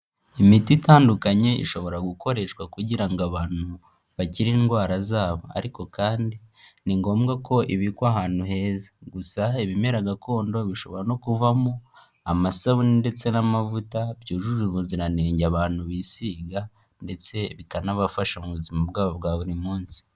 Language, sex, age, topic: Kinyarwanda, male, 18-24, health